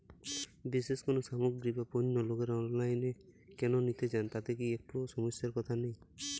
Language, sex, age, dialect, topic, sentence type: Bengali, male, 18-24, Jharkhandi, agriculture, question